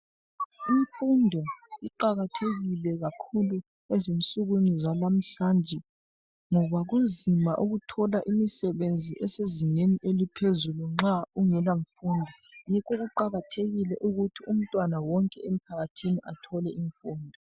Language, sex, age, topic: North Ndebele, male, 36-49, education